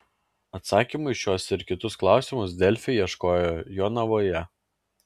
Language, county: Lithuanian, Klaipėda